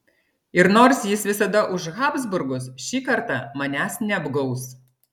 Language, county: Lithuanian, Klaipėda